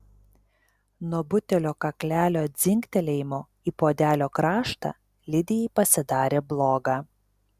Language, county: Lithuanian, Telšiai